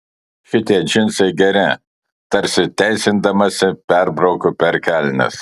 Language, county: Lithuanian, Kaunas